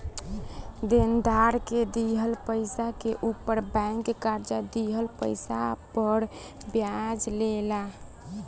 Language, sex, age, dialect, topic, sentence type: Bhojpuri, female, <18, Southern / Standard, banking, statement